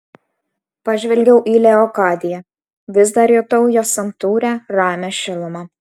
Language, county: Lithuanian, Alytus